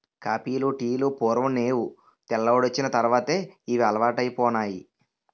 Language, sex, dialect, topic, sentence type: Telugu, male, Utterandhra, agriculture, statement